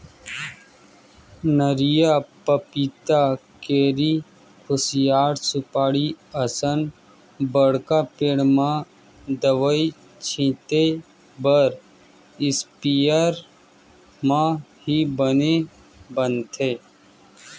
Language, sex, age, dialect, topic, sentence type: Chhattisgarhi, male, 18-24, Western/Budati/Khatahi, agriculture, statement